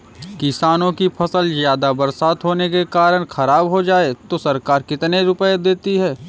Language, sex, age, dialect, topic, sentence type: Hindi, male, 25-30, Kanauji Braj Bhasha, agriculture, question